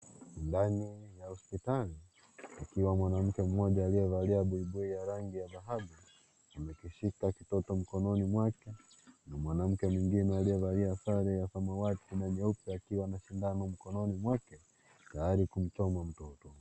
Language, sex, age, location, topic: Swahili, male, 25-35, Kisii, health